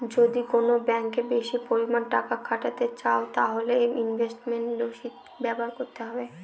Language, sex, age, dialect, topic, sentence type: Bengali, female, 31-35, Northern/Varendri, banking, statement